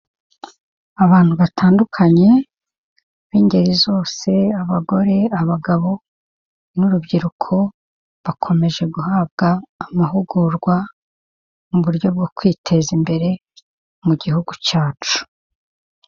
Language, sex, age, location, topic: Kinyarwanda, female, 50+, Kigali, health